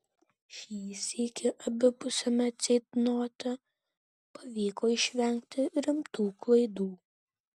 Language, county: Lithuanian, Kaunas